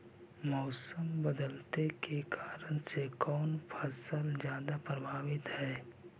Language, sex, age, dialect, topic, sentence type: Magahi, male, 56-60, Central/Standard, agriculture, question